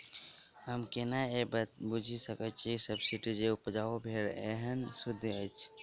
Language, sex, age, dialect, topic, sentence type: Maithili, male, 18-24, Southern/Standard, agriculture, question